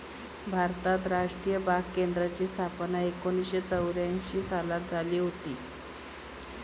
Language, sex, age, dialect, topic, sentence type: Marathi, female, 56-60, Southern Konkan, agriculture, statement